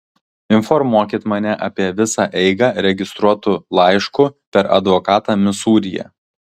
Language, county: Lithuanian, Kaunas